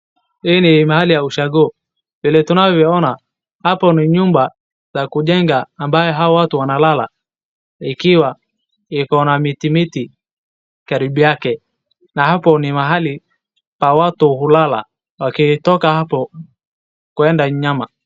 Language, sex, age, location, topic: Swahili, male, 36-49, Wajir, health